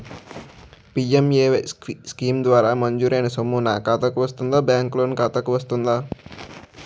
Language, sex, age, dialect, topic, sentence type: Telugu, male, 46-50, Utterandhra, banking, question